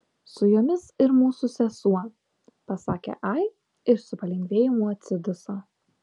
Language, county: Lithuanian, Šiauliai